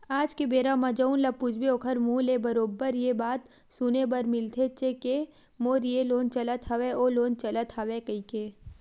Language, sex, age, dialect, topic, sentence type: Chhattisgarhi, female, 18-24, Western/Budati/Khatahi, banking, statement